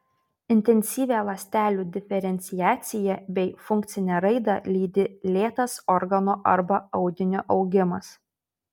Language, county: Lithuanian, Tauragė